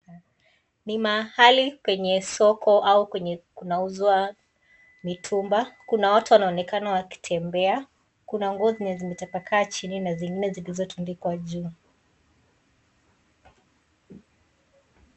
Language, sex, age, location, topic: Swahili, female, 18-24, Kisii, finance